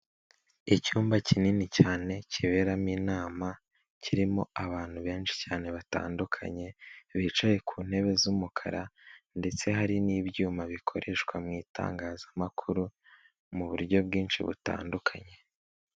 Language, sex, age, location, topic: Kinyarwanda, male, 18-24, Kigali, government